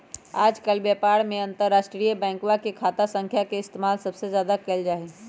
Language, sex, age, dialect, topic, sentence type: Magahi, female, 31-35, Western, banking, statement